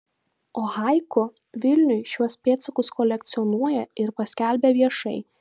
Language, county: Lithuanian, Vilnius